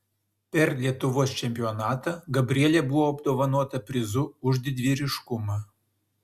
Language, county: Lithuanian, Šiauliai